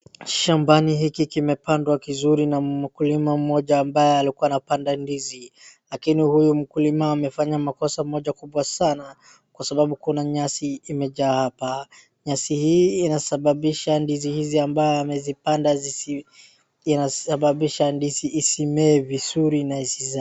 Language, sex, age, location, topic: Swahili, female, 36-49, Wajir, agriculture